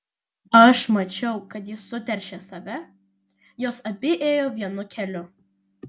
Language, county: Lithuanian, Vilnius